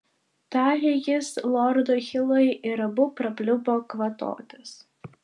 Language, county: Lithuanian, Vilnius